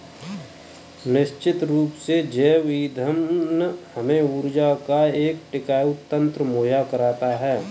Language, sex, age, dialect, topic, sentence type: Hindi, male, 25-30, Kanauji Braj Bhasha, agriculture, statement